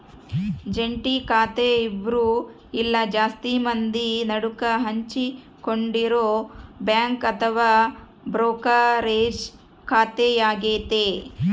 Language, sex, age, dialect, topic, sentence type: Kannada, female, 36-40, Central, banking, statement